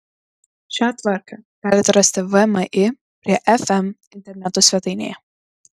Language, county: Lithuanian, Vilnius